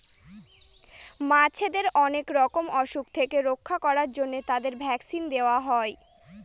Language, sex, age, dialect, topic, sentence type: Bengali, female, 60-100, Northern/Varendri, agriculture, statement